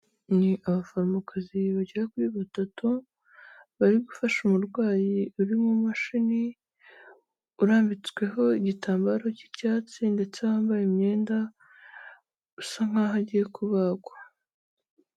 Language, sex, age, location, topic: Kinyarwanda, female, 18-24, Kigali, health